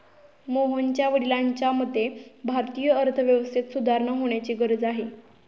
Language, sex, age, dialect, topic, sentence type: Marathi, female, 18-24, Standard Marathi, banking, statement